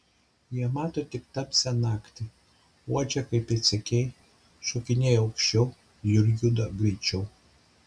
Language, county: Lithuanian, Šiauliai